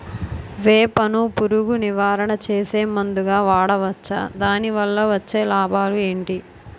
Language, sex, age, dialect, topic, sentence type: Telugu, female, 18-24, Utterandhra, agriculture, question